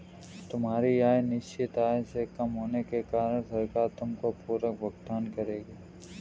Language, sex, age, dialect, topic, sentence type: Hindi, male, 18-24, Kanauji Braj Bhasha, banking, statement